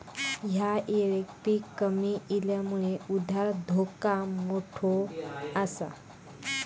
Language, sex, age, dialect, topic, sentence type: Marathi, female, 31-35, Southern Konkan, banking, statement